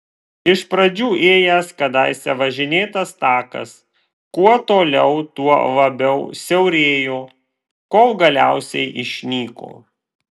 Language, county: Lithuanian, Vilnius